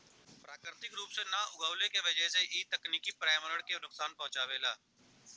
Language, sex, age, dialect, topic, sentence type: Bhojpuri, male, 41-45, Western, agriculture, statement